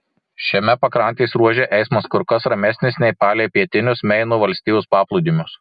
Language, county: Lithuanian, Marijampolė